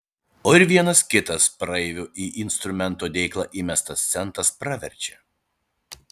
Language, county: Lithuanian, Šiauliai